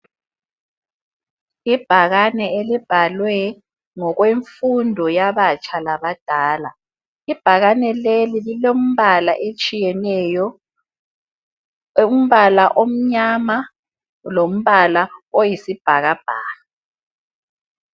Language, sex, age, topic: North Ndebele, female, 25-35, education